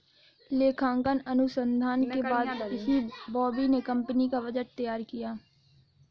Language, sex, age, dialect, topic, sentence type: Hindi, female, 60-100, Awadhi Bundeli, banking, statement